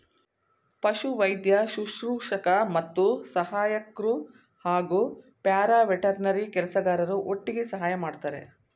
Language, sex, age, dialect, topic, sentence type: Kannada, female, 60-100, Mysore Kannada, agriculture, statement